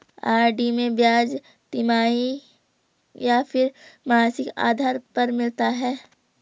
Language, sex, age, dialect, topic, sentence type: Hindi, female, 18-24, Garhwali, banking, statement